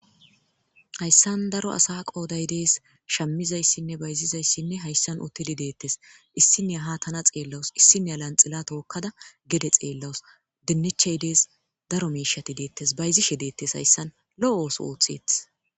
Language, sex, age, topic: Gamo, female, 18-24, agriculture